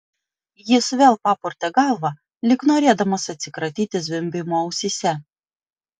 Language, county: Lithuanian, Vilnius